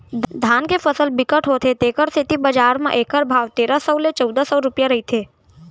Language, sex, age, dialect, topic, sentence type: Chhattisgarhi, male, 46-50, Central, agriculture, statement